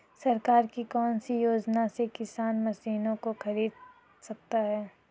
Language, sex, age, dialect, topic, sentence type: Hindi, female, 41-45, Kanauji Braj Bhasha, agriculture, question